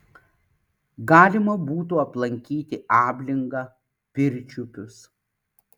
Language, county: Lithuanian, Panevėžys